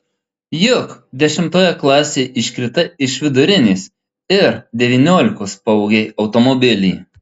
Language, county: Lithuanian, Marijampolė